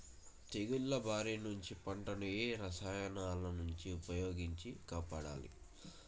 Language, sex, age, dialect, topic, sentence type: Telugu, male, 18-24, Telangana, agriculture, question